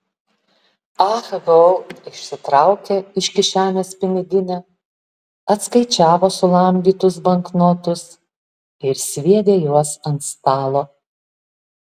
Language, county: Lithuanian, Alytus